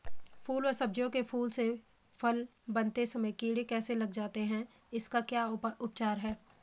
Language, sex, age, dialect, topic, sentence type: Hindi, female, 25-30, Garhwali, agriculture, question